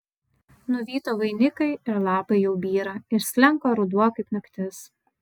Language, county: Lithuanian, Vilnius